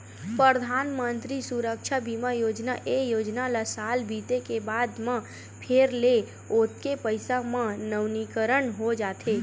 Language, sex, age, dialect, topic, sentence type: Chhattisgarhi, male, 25-30, Western/Budati/Khatahi, banking, statement